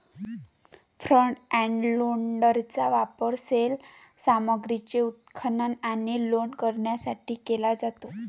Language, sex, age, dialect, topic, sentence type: Marathi, female, 25-30, Varhadi, agriculture, statement